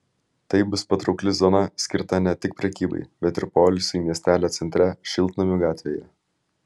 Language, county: Lithuanian, Vilnius